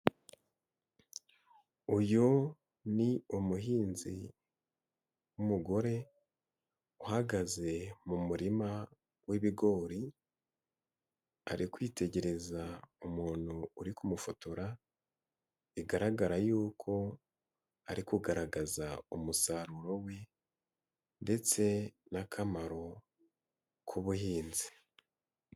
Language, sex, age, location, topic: Kinyarwanda, male, 18-24, Nyagatare, agriculture